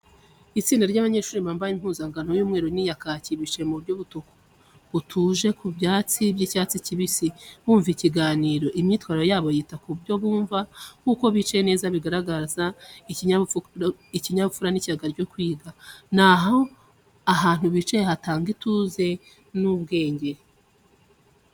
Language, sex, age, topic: Kinyarwanda, female, 25-35, education